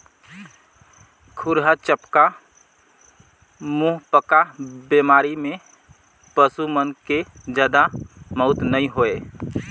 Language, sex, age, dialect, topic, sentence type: Chhattisgarhi, male, 31-35, Northern/Bhandar, agriculture, statement